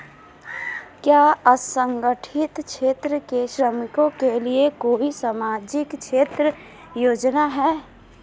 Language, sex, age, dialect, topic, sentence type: Hindi, female, 25-30, Marwari Dhudhari, banking, question